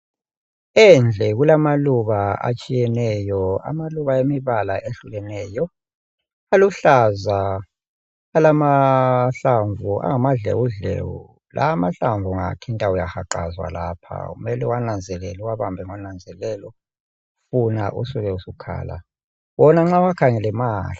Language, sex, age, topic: North Ndebele, male, 36-49, health